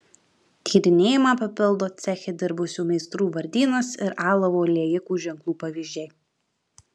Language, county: Lithuanian, Kaunas